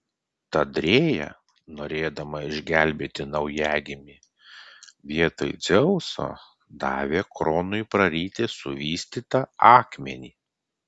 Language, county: Lithuanian, Klaipėda